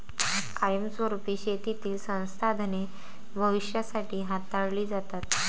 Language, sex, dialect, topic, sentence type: Marathi, female, Varhadi, agriculture, statement